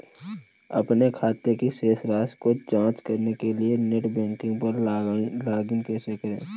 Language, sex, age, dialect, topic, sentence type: Hindi, male, 18-24, Marwari Dhudhari, banking, question